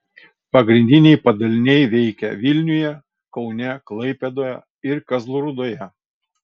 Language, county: Lithuanian, Kaunas